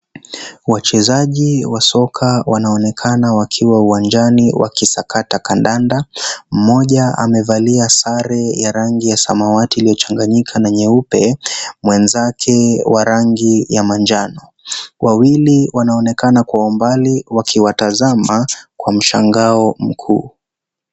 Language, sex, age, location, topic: Swahili, male, 18-24, Kisii, government